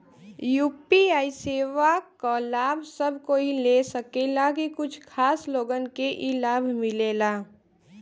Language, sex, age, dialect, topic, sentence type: Bhojpuri, female, 18-24, Western, banking, question